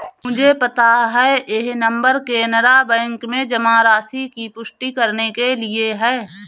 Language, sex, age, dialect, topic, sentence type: Hindi, female, 41-45, Kanauji Braj Bhasha, banking, statement